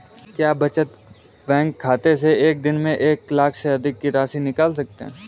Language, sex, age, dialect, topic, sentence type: Hindi, male, 18-24, Kanauji Braj Bhasha, banking, question